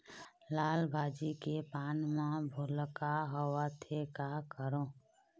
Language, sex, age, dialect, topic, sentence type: Chhattisgarhi, female, 25-30, Eastern, agriculture, question